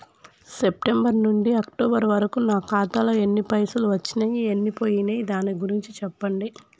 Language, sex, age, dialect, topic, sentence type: Telugu, male, 25-30, Telangana, banking, question